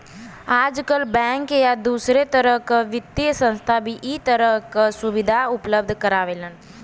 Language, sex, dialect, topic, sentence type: Bhojpuri, female, Western, banking, statement